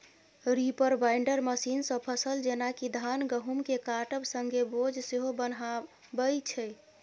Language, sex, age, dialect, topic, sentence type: Maithili, female, 18-24, Bajjika, agriculture, statement